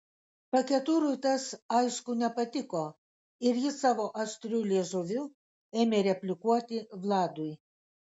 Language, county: Lithuanian, Kaunas